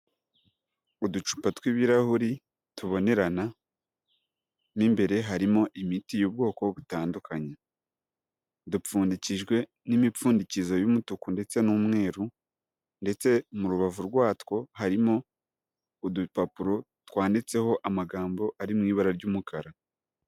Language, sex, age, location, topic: Kinyarwanda, male, 25-35, Huye, health